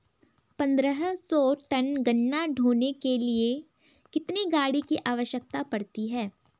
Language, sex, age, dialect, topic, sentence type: Hindi, female, 18-24, Garhwali, agriculture, question